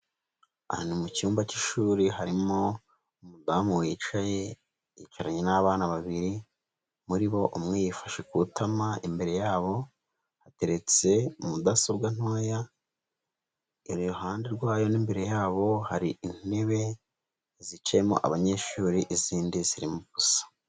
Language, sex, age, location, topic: Kinyarwanda, female, 25-35, Huye, education